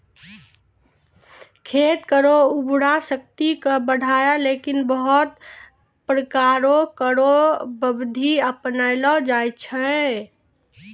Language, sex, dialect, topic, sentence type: Maithili, female, Angika, agriculture, statement